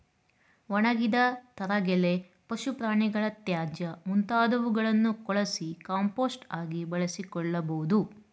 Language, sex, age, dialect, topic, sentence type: Kannada, female, 41-45, Mysore Kannada, agriculture, statement